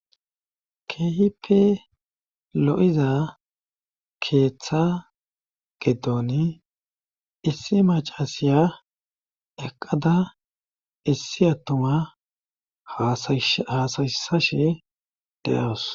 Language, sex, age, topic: Gamo, male, 36-49, government